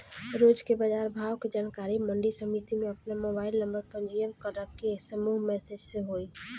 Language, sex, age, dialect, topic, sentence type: Bhojpuri, female, 18-24, Northern, agriculture, question